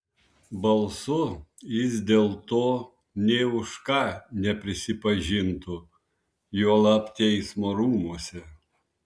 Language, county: Lithuanian, Vilnius